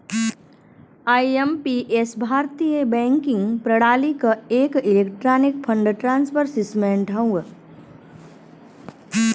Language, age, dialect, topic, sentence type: Bhojpuri, 31-35, Western, banking, statement